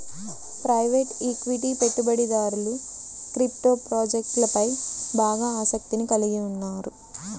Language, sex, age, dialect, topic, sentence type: Telugu, female, 25-30, Central/Coastal, banking, statement